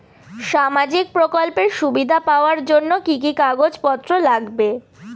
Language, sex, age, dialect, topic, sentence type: Bengali, female, 18-24, Northern/Varendri, banking, question